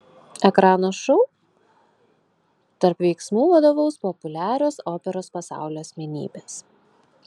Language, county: Lithuanian, Kaunas